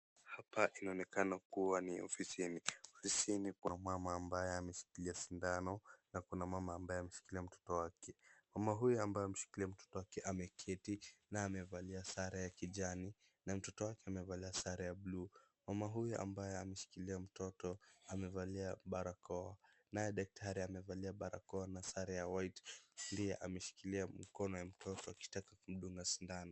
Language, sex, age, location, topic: Swahili, male, 25-35, Wajir, health